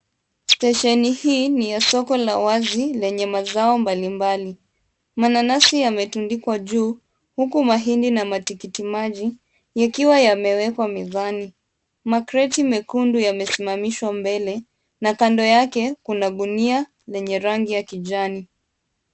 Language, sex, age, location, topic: Swahili, female, 18-24, Kisumu, finance